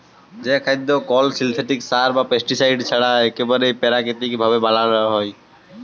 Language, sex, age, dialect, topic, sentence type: Bengali, male, 18-24, Jharkhandi, agriculture, statement